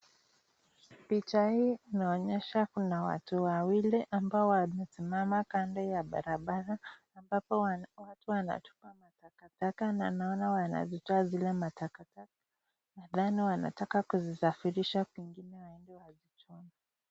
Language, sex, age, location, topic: Swahili, female, 18-24, Nakuru, health